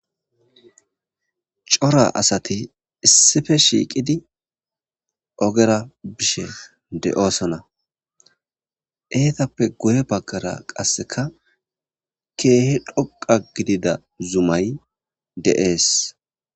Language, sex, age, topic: Gamo, male, 25-35, agriculture